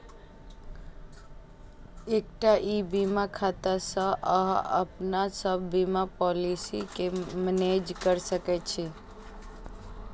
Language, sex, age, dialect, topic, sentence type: Maithili, female, 25-30, Eastern / Thethi, banking, statement